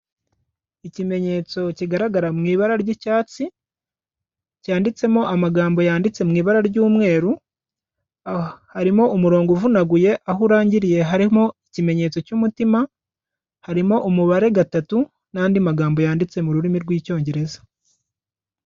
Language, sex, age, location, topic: Kinyarwanda, male, 25-35, Kigali, health